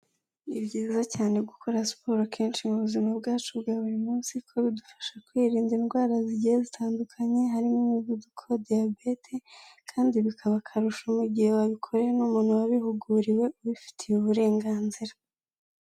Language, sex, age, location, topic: Kinyarwanda, female, 18-24, Kigali, health